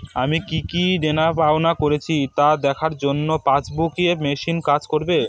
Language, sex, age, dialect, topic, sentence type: Bengali, male, 18-24, Northern/Varendri, banking, question